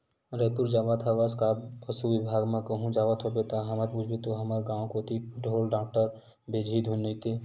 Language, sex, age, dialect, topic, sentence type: Chhattisgarhi, male, 18-24, Western/Budati/Khatahi, agriculture, statement